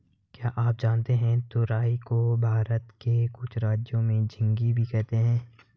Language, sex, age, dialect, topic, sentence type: Hindi, male, 18-24, Marwari Dhudhari, agriculture, statement